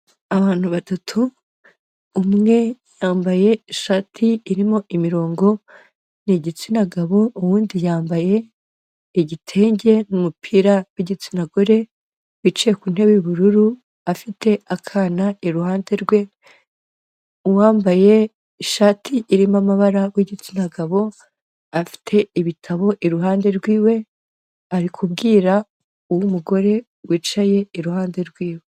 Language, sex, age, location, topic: Kinyarwanda, female, 25-35, Kigali, health